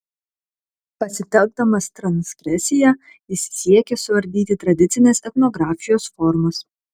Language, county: Lithuanian, Kaunas